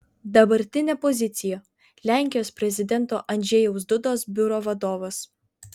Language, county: Lithuanian, Vilnius